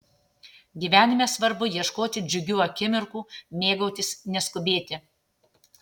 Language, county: Lithuanian, Tauragė